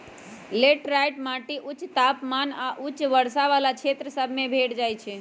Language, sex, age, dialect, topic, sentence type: Magahi, female, 18-24, Western, agriculture, statement